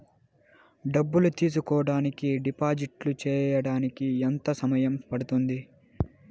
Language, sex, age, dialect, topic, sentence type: Telugu, male, 18-24, Southern, banking, question